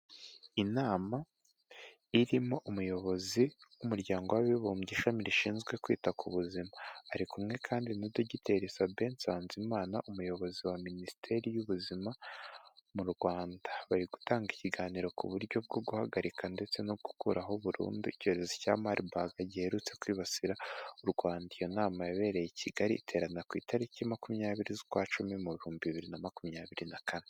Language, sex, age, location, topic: Kinyarwanda, male, 18-24, Kigali, health